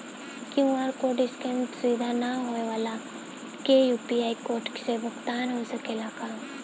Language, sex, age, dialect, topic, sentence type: Bhojpuri, female, 18-24, Southern / Standard, banking, question